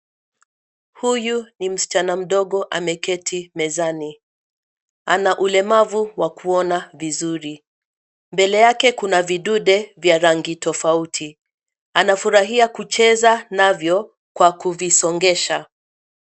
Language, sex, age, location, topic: Swahili, female, 50+, Nairobi, education